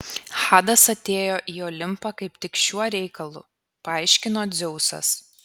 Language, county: Lithuanian, Kaunas